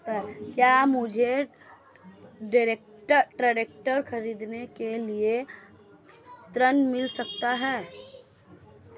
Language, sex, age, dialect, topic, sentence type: Hindi, female, 25-30, Marwari Dhudhari, banking, question